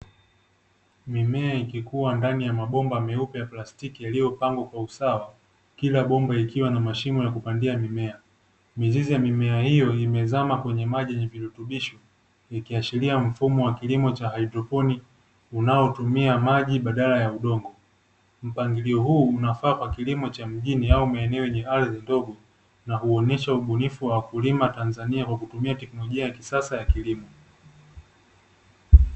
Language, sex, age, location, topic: Swahili, male, 18-24, Dar es Salaam, agriculture